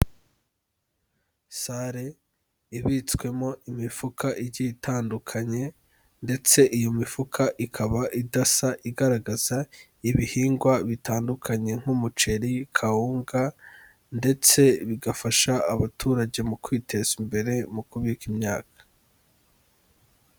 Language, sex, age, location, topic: Kinyarwanda, male, 18-24, Kigali, agriculture